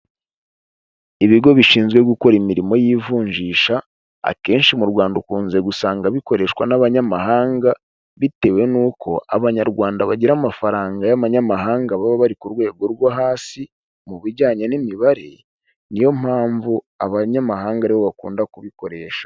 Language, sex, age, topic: Kinyarwanda, male, 25-35, finance